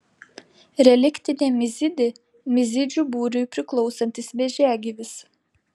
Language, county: Lithuanian, Panevėžys